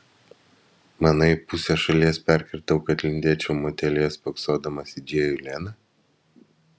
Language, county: Lithuanian, Vilnius